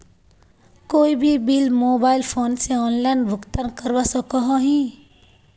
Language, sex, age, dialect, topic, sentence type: Magahi, female, 18-24, Northeastern/Surjapuri, banking, question